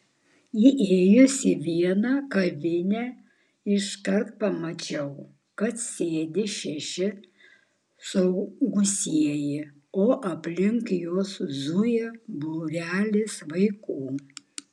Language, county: Lithuanian, Vilnius